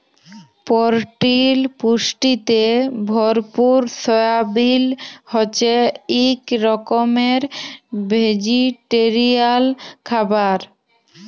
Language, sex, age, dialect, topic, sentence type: Bengali, female, 18-24, Jharkhandi, agriculture, statement